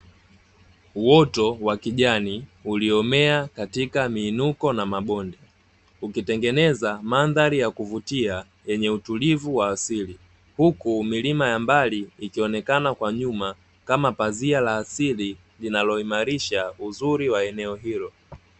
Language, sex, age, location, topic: Swahili, male, 18-24, Dar es Salaam, agriculture